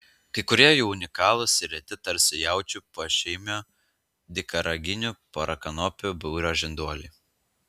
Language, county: Lithuanian, Utena